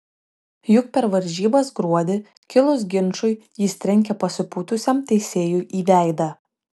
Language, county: Lithuanian, Šiauliai